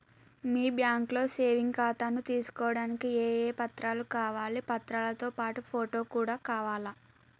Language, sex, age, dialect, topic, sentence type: Telugu, female, 18-24, Telangana, banking, question